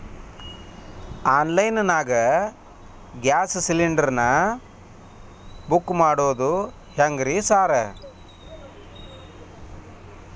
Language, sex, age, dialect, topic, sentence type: Kannada, male, 41-45, Dharwad Kannada, banking, question